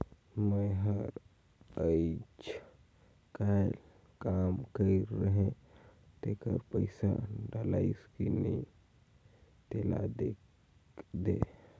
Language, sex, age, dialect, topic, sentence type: Chhattisgarhi, male, 18-24, Northern/Bhandar, banking, question